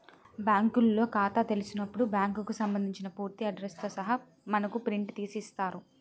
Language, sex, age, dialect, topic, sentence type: Telugu, female, 18-24, Utterandhra, banking, statement